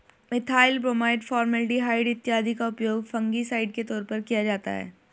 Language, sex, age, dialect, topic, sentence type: Hindi, female, 18-24, Hindustani Malvi Khadi Boli, agriculture, statement